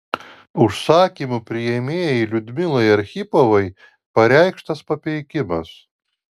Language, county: Lithuanian, Alytus